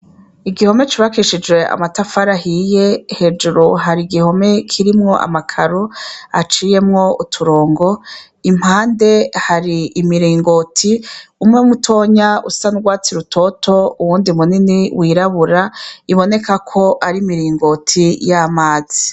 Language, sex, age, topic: Rundi, female, 36-49, education